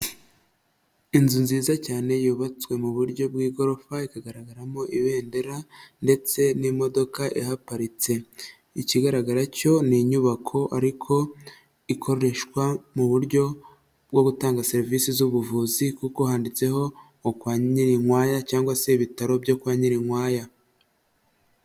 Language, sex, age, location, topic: Kinyarwanda, male, 25-35, Huye, health